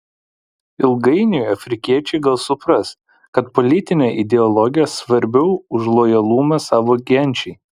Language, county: Lithuanian, Vilnius